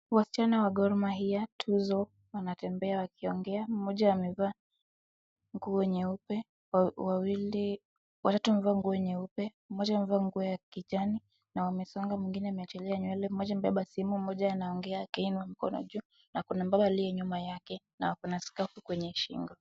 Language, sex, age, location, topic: Swahili, female, 18-24, Wajir, government